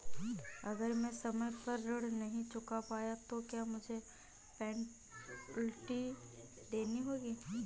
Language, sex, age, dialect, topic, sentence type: Hindi, female, 18-24, Marwari Dhudhari, banking, question